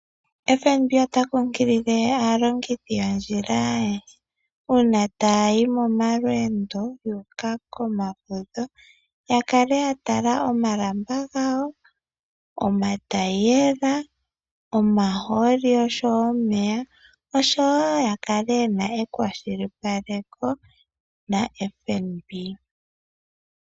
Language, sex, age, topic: Oshiwambo, female, 18-24, finance